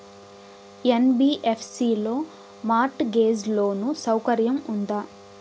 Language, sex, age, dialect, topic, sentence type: Telugu, female, 18-24, Southern, banking, question